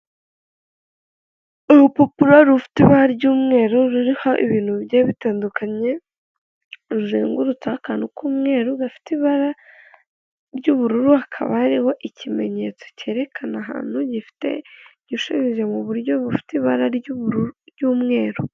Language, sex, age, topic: Kinyarwanda, male, 25-35, government